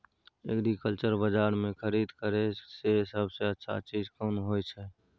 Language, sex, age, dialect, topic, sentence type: Maithili, male, 46-50, Bajjika, agriculture, question